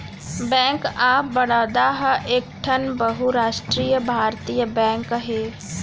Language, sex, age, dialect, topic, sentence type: Chhattisgarhi, female, 36-40, Central, banking, statement